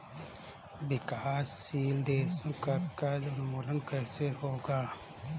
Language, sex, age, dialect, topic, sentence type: Hindi, male, 25-30, Kanauji Braj Bhasha, banking, statement